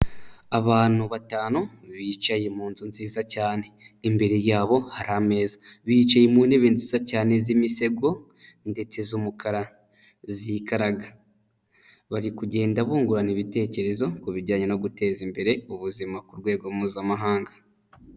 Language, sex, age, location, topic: Kinyarwanda, male, 25-35, Huye, health